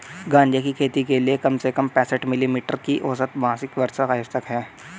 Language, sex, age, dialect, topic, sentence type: Hindi, male, 18-24, Hindustani Malvi Khadi Boli, agriculture, statement